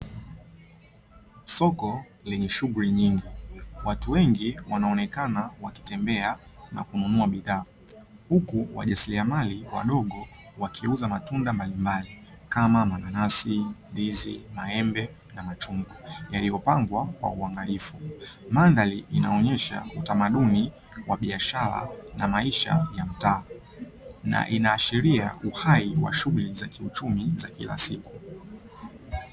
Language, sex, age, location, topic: Swahili, male, 25-35, Dar es Salaam, finance